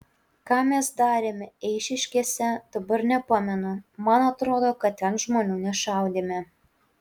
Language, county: Lithuanian, Utena